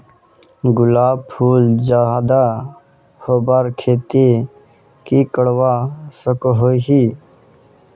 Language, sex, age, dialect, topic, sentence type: Magahi, male, 25-30, Northeastern/Surjapuri, agriculture, question